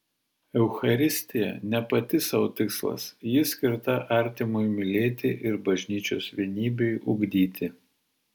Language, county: Lithuanian, Vilnius